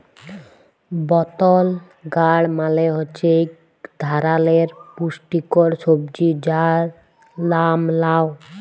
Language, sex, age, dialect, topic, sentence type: Bengali, female, 18-24, Jharkhandi, agriculture, statement